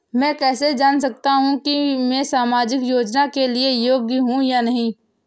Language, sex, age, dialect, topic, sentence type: Hindi, female, 18-24, Awadhi Bundeli, banking, question